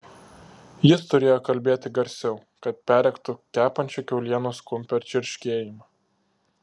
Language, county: Lithuanian, Klaipėda